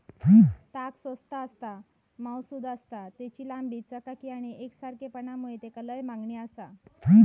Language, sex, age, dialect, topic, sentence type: Marathi, female, 60-100, Southern Konkan, agriculture, statement